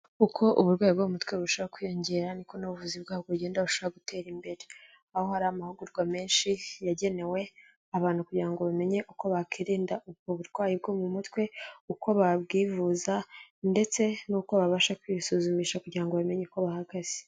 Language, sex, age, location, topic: Kinyarwanda, female, 18-24, Kigali, health